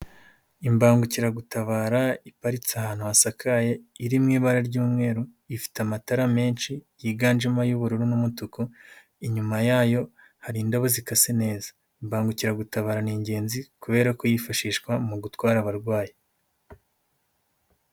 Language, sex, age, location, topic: Kinyarwanda, male, 18-24, Huye, government